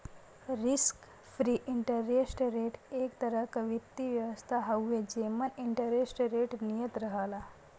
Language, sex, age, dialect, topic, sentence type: Bhojpuri, female, <18, Western, banking, statement